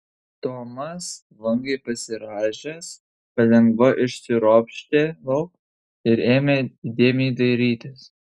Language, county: Lithuanian, Kaunas